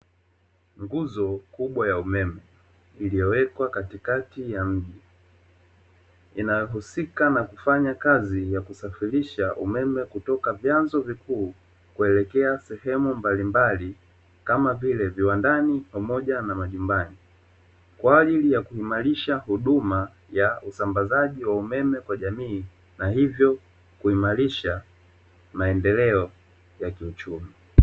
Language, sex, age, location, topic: Swahili, male, 25-35, Dar es Salaam, government